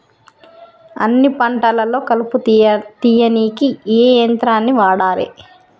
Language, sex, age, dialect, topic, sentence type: Telugu, female, 31-35, Telangana, agriculture, question